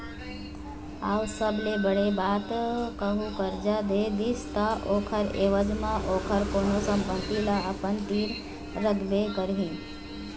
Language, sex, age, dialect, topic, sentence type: Chhattisgarhi, female, 41-45, Eastern, banking, statement